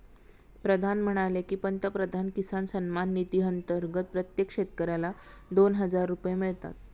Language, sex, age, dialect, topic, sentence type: Marathi, female, 56-60, Standard Marathi, agriculture, statement